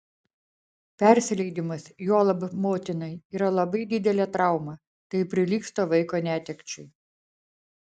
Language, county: Lithuanian, Vilnius